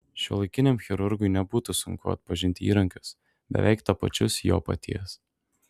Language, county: Lithuanian, Šiauliai